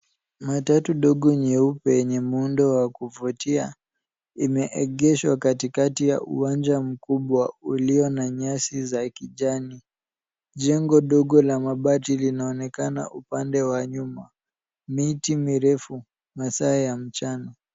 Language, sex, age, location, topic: Swahili, male, 18-24, Nairobi, finance